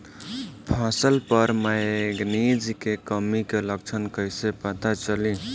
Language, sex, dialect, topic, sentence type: Bhojpuri, male, Southern / Standard, agriculture, question